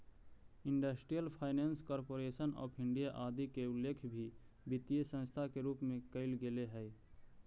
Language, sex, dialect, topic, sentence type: Magahi, male, Central/Standard, banking, statement